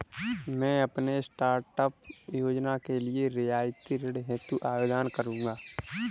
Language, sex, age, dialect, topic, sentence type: Hindi, male, 18-24, Kanauji Braj Bhasha, banking, statement